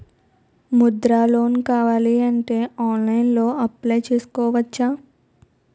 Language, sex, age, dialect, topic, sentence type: Telugu, female, 18-24, Utterandhra, banking, question